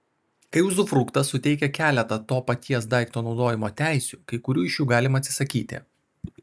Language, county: Lithuanian, Vilnius